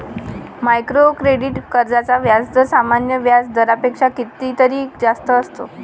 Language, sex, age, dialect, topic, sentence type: Marathi, female, 18-24, Varhadi, banking, statement